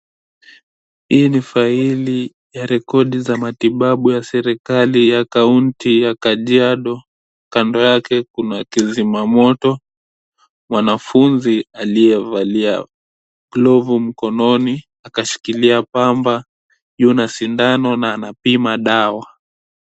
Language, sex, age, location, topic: Swahili, male, 18-24, Nairobi, health